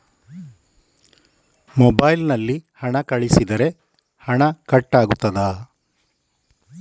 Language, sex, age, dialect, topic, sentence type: Kannada, male, 18-24, Coastal/Dakshin, banking, question